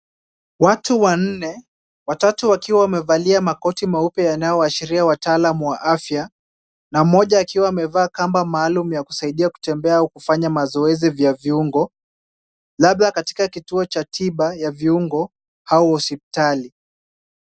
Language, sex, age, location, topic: Swahili, male, 25-35, Kisumu, health